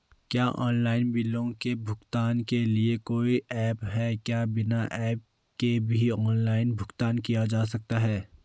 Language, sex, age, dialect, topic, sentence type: Hindi, male, 18-24, Garhwali, banking, question